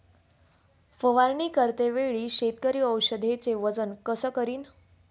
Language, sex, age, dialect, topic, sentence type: Marathi, female, 18-24, Varhadi, agriculture, question